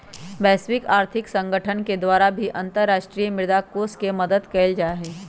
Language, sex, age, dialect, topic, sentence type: Magahi, female, 25-30, Western, banking, statement